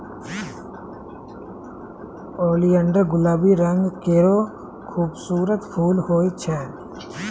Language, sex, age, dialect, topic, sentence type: Maithili, male, 25-30, Angika, agriculture, statement